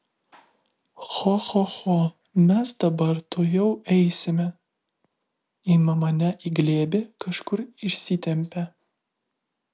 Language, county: Lithuanian, Vilnius